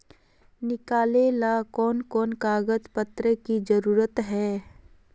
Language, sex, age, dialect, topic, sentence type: Magahi, female, 41-45, Northeastern/Surjapuri, banking, question